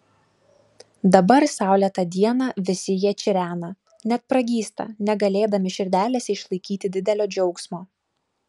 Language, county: Lithuanian, Klaipėda